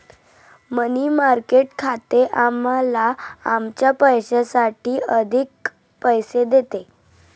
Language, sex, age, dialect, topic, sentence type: Marathi, female, 25-30, Varhadi, banking, statement